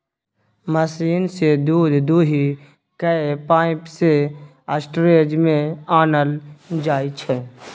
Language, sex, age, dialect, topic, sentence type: Maithili, male, 18-24, Bajjika, agriculture, statement